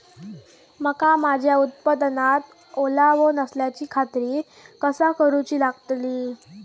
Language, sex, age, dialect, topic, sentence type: Marathi, female, 18-24, Southern Konkan, agriculture, question